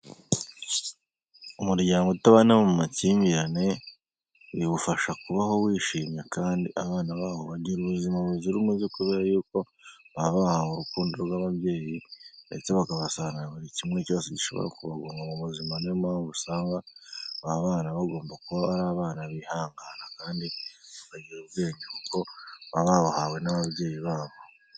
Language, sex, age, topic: Kinyarwanda, male, 25-35, health